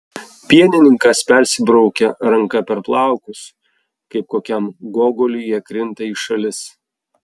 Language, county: Lithuanian, Vilnius